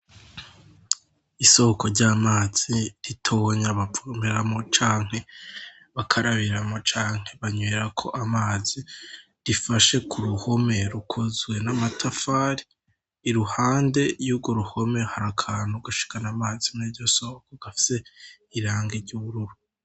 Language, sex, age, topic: Rundi, male, 18-24, education